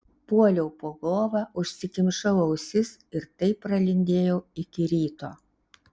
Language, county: Lithuanian, Šiauliai